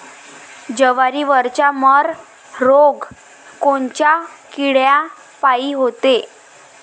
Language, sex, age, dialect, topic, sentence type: Marathi, female, 18-24, Varhadi, agriculture, question